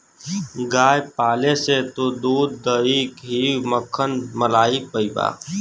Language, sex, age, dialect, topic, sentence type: Bhojpuri, male, 18-24, Western, agriculture, statement